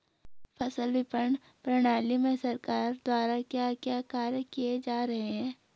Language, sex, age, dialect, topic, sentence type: Hindi, female, 18-24, Garhwali, agriculture, question